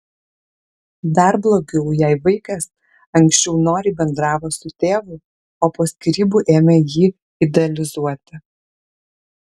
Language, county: Lithuanian, Kaunas